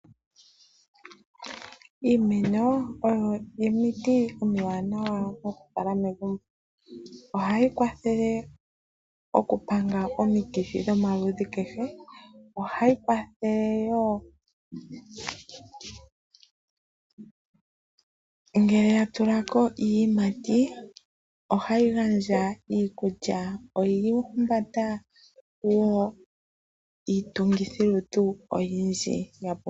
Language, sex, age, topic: Oshiwambo, female, 25-35, agriculture